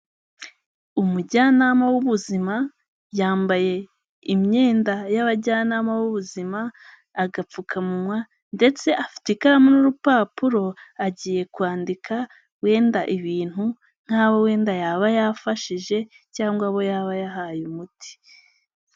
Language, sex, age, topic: Kinyarwanda, female, 18-24, health